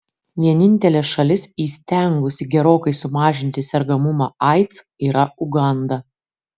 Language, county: Lithuanian, Kaunas